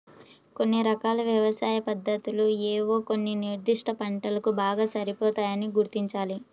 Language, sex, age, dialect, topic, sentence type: Telugu, female, 18-24, Central/Coastal, agriculture, statement